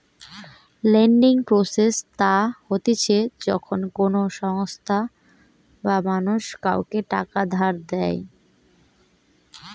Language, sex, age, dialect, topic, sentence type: Bengali, female, 18-24, Western, banking, statement